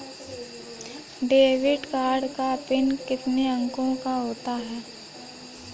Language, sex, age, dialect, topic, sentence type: Hindi, female, 18-24, Kanauji Braj Bhasha, banking, question